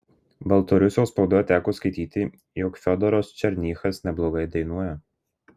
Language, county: Lithuanian, Marijampolė